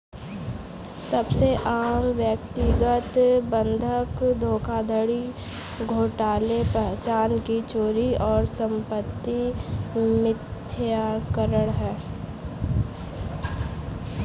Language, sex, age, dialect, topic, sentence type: Hindi, female, 18-24, Kanauji Braj Bhasha, banking, statement